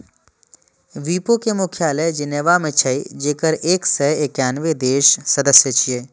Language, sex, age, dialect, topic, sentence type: Maithili, male, 25-30, Eastern / Thethi, banking, statement